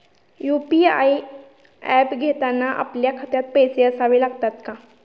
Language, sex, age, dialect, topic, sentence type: Marathi, female, 18-24, Standard Marathi, banking, question